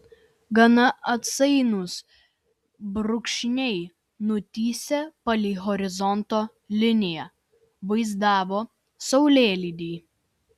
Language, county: Lithuanian, Vilnius